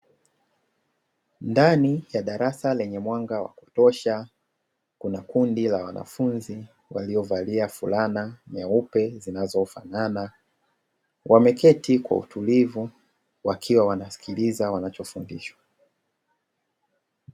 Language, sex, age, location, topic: Swahili, male, 25-35, Dar es Salaam, education